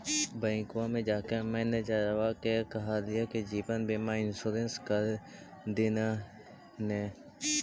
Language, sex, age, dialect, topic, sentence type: Magahi, male, 25-30, Central/Standard, banking, question